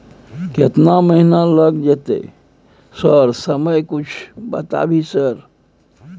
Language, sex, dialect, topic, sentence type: Maithili, male, Bajjika, banking, question